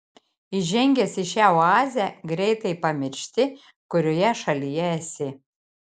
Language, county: Lithuanian, Šiauliai